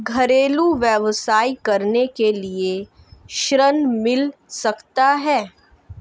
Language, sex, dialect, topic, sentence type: Hindi, female, Marwari Dhudhari, banking, question